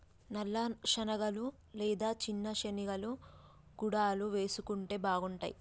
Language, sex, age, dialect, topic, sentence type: Telugu, female, 25-30, Telangana, agriculture, statement